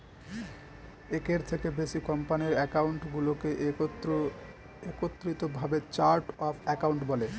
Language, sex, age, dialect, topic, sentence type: Bengali, male, 18-24, Standard Colloquial, banking, statement